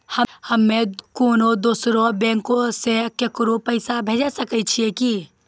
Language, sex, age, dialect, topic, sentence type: Maithili, female, 18-24, Angika, banking, statement